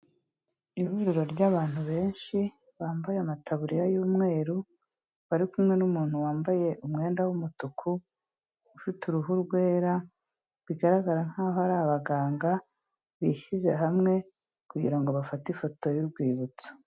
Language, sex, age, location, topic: Kinyarwanda, female, 36-49, Kigali, health